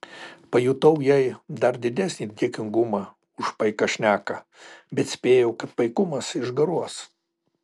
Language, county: Lithuanian, Alytus